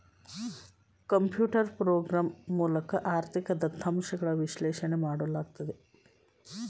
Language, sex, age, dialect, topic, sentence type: Kannada, female, 36-40, Mysore Kannada, banking, statement